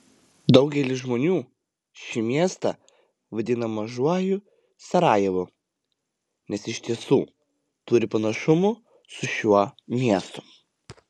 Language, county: Lithuanian, Panevėžys